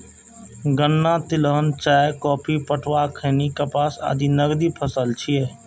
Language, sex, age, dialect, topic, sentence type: Maithili, male, 18-24, Eastern / Thethi, agriculture, statement